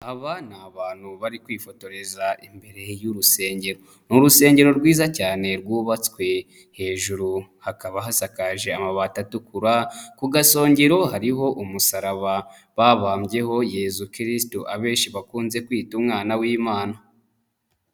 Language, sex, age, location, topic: Kinyarwanda, male, 25-35, Nyagatare, finance